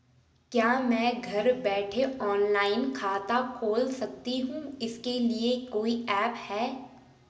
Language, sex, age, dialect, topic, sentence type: Hindi, female, 18-24, Garhwali, banking, question